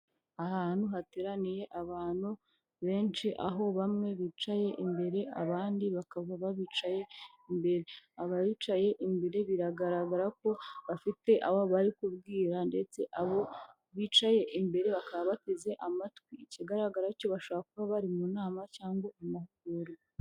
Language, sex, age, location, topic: Kinyarwanda, female, 18-24, Kigali, health